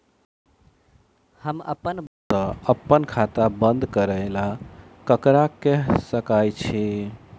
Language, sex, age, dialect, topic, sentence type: Maithili, male, 31-35, Southern/Standard, banking, question